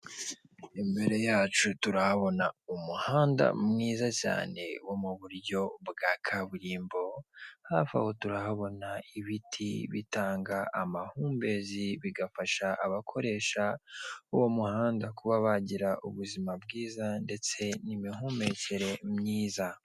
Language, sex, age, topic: Kinyarwanda, male, 18-24, government